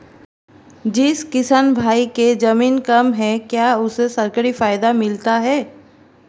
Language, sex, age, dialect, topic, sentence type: Hindi, female, 36-40, Marwari Dhudhari, agriculture, question